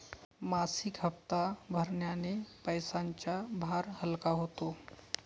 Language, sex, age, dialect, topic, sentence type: Marathi, male, 31-35, Northern Konkan, banking, statement